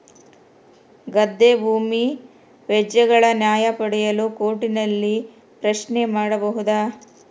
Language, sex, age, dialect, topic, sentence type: Kannada, female, 36-40, Central, banking, question